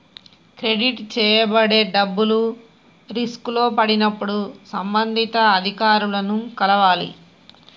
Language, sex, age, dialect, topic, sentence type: Telugu, female, 41-45, Telangana, banking, statement